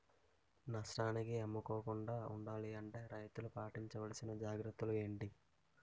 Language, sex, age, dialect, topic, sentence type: Telugu, male, 18-24, Utterandhra, agriculture, question